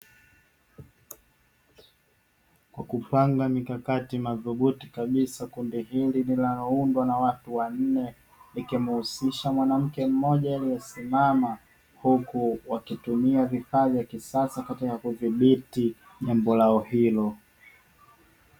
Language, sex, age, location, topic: Swahili, male, 18-24, Dar es Salaam, education